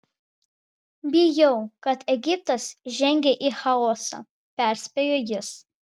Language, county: Lithuanian, Vilnius